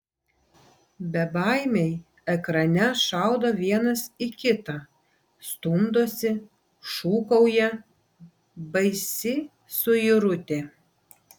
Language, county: Lithuanian, Vilnius